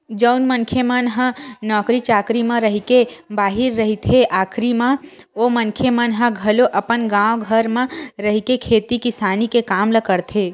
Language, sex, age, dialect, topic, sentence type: Chhattisgarhi, female, 25-30, Western/Budati/Khatahi, agriculture, statement